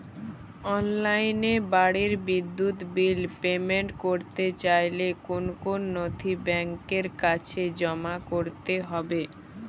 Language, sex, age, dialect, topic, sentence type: Bengali, female, 18-24, Jharkhandi, banking, question